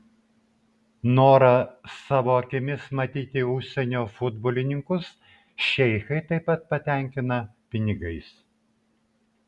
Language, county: Lithuanian, Vilnius